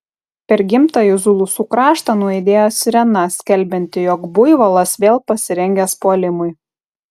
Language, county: Lithuanian, Kaunas